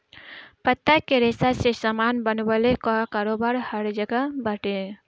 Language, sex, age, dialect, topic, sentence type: Bhojpuri, female, 25-30, Northern, agriculture, statement